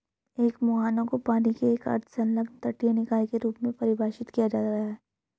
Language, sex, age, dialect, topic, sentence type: Hindi, female, 25-30, Hindustani Malvi Khadi Boli, agriculture, statement